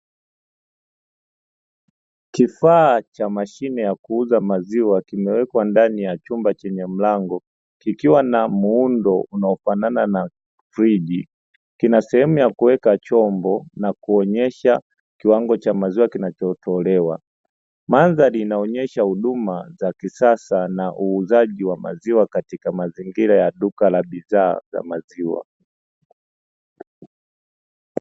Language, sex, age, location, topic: Swahili, male, 25-35, Dar es Salaam, finance